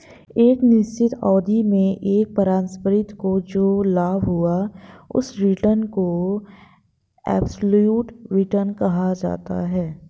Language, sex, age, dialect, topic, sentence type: Hindi, female, 18-24, Marwari Dhudhari, banking, statement